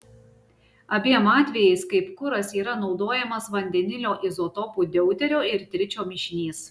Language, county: Lithuanian, Šiauliai